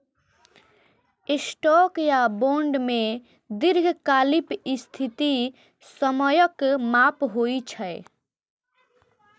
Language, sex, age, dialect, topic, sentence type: Maithili, female, 25-30, Eastern / Thethi, banking, statement